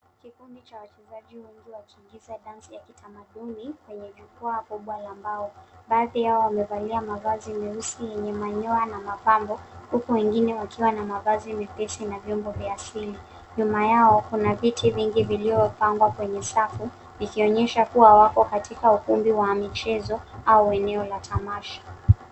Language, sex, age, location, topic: Swahili, female, 18-24, Nairobi, government